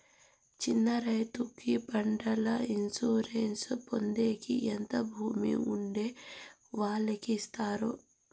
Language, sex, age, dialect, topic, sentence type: Telugu, male, 18-24, Southern, agriculture, question